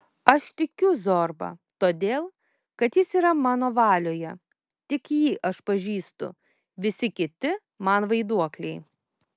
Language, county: Lithuanian, Kaunas